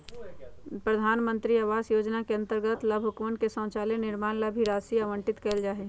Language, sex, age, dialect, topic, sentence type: Magahi, female, 51-55, Western, banking, statement